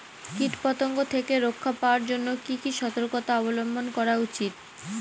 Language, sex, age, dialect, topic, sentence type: Bengali, female, 18-24, Northern/Varendri, agriculture, question